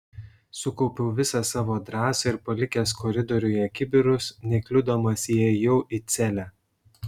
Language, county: Lithuanian, Šiauliai